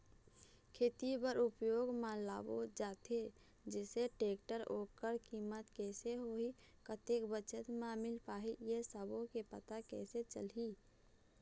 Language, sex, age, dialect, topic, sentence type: Chhattisgarhi, female, 46-50, Eastern, agriculture, question